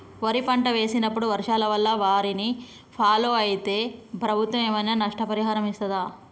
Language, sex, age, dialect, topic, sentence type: Telugu, female, 18-24, Telangana, agriculture, question